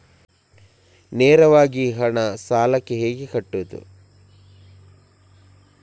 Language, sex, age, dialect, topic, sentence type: Kannada, male, 56-60, Coastal/Dakshin, banking, question